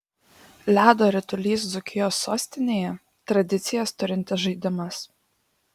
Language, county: Lithuanian, Šiauliai